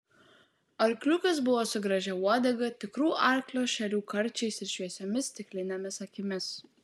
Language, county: Lithuanian, Utena